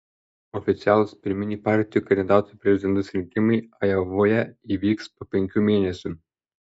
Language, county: Lithuanian, Panevėžys